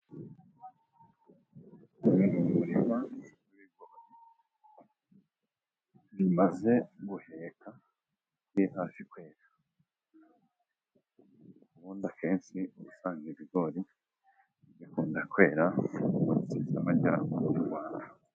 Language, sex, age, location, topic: Kinyarwanda, male, 25-35, Musanze, agriculture